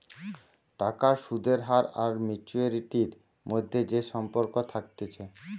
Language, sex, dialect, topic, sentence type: Bengali, male, Western, banking, statement